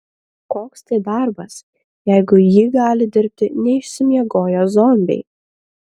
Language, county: Lithuanian, Kaunas